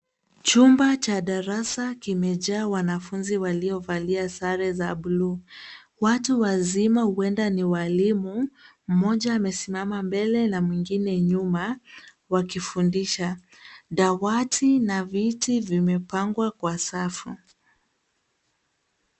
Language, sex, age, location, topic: Swahili, female, 36-49, Nairobi, government